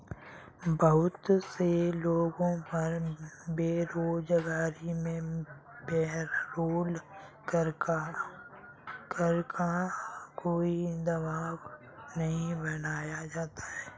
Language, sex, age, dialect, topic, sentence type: Hindi, male, 18-24, Kanauji Braj Bhasha, banking, statement